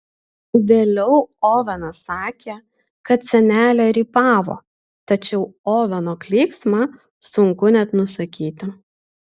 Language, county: Lithuanian, Utena